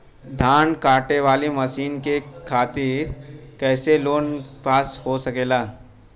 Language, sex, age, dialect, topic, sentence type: Bhojpuri, male, 18-24, Western, agriculture, question